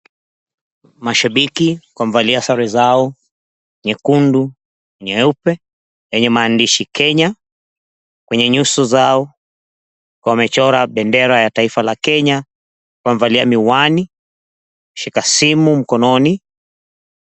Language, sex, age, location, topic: Swahili, male, 36-49, Mombasa, government